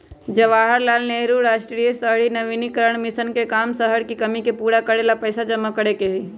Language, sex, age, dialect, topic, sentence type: Magahi, female, 25-30, Western, banking, statement